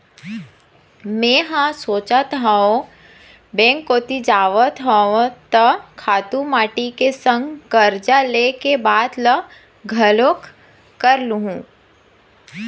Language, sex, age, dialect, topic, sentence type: Chhattisgarhi, female, 25-30, Eastern, banking, statement